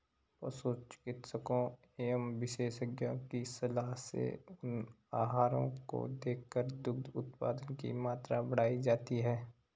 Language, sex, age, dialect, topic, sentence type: Hindi, male, 25-30, Garhwali, agriculture, statement